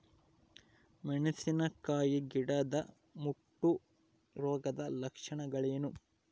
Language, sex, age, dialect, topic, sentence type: Kannada, male, 25-30, Central, agriculture, question